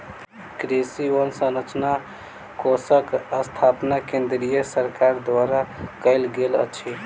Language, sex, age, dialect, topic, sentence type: Maithili, male, 18-24, Southern/Standard, agriculture, statement